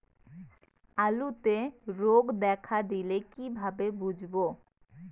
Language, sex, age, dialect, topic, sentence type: Bengali, female, 18-24, Rajbangshi, agriculture, question